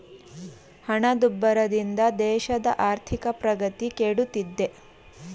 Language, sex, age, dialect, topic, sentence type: Kannada, female, 31-35, Mysore Kannada, banking, statement